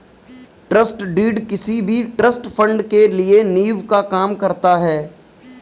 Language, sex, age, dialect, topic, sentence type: Hindi, male, 18-24, Kanauji Braj Bhasha, banking, statement